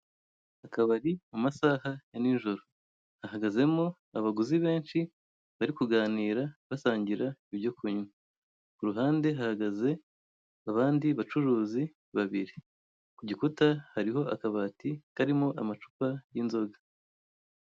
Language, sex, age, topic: Kinyarwanda, female, 25-35, finance